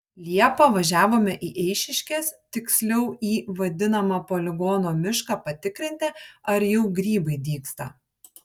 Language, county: Lithuanian, Kaunas